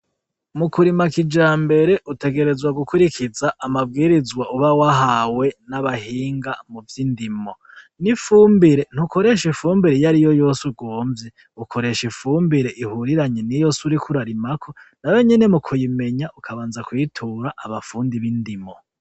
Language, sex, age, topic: Rundi, male, 36-49, agriculture